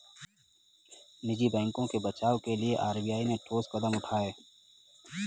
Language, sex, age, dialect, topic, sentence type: Hindi, male, 18-24, Kanauji Braj Bhasha, banking, statement